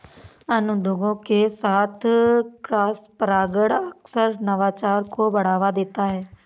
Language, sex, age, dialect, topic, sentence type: Hindi, female, 18-24, Awadhi Bundeli, agriculture, statement